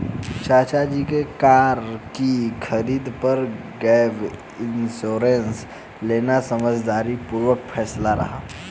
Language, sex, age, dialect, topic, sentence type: Hindi, male, 18-24, Hindustani Malvi Khadi Boli, banking, statement